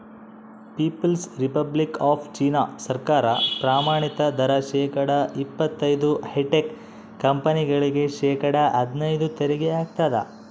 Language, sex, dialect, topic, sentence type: Kannada, male, Central, banking, statement